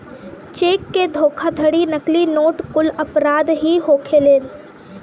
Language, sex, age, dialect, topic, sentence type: Bhojpuri, female, <18, Southern / Standard, banking, statement